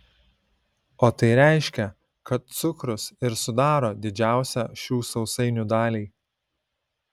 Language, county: Lithuanian, Šiauliai